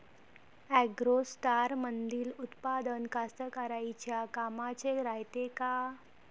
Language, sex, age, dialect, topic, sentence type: Marathi, female, 25-30, Varhadi, agriculture, question